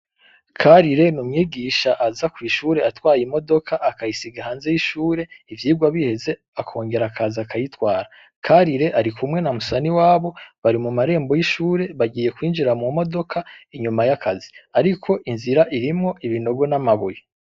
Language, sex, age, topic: Rundi, male, 25-35, education